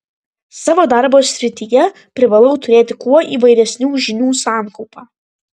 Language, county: Lithuanian, Vilnius